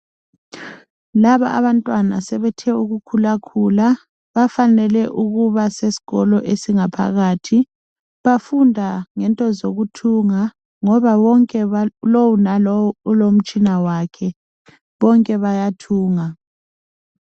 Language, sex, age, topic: North Ndebele, female, 25-35, education